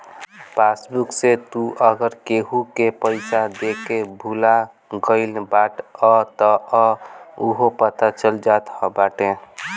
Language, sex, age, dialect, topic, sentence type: Bhojpuri, male, <18, Northern, banking, statement